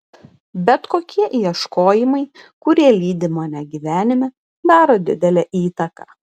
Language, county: Lithuanian, Klaipėda